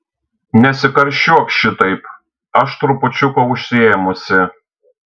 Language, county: Lithuanian, Šiauliai